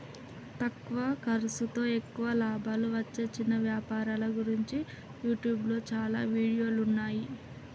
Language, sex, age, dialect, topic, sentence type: Telugu, male, 31-35, Telangana, banking, statement